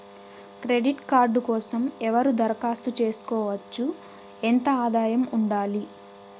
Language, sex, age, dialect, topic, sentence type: Telugu, female, 18-24, Southern, banking, question